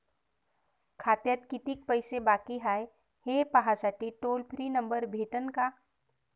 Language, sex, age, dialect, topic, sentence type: Marathi, female, 36-40, Varhadi, banking, question